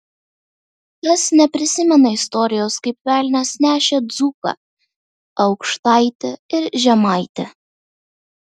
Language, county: Lithuanian, Vilnius